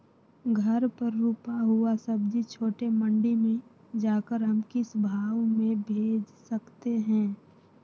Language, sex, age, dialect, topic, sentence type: Magahi, female, 18-24, Western, agriculture, question